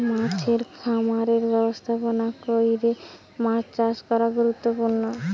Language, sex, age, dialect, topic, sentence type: Bengali, female, 18-24, Western, agriculture, statement